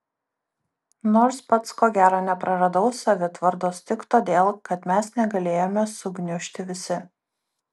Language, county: Lithuanian, Kaunas